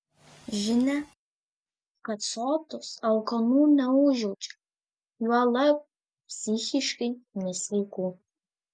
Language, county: Lithuanian, Šiauliai